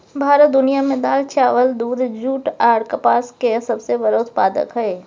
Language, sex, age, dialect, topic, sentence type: Maithili, female, 36-40, Bajjika, agriculture, statement